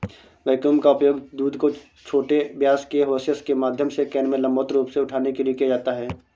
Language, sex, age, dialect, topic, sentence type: Hindi, male, 46-50, Awadhi Bundeli, agriculture, statement